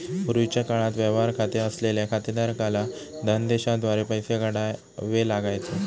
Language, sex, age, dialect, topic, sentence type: Marathi, male, 18-24, Standard Marathi, banking, statement